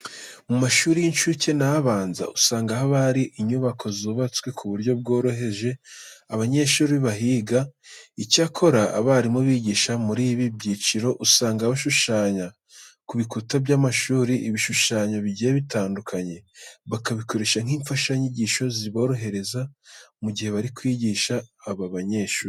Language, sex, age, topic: Kinyarwanda, male, 18-24, education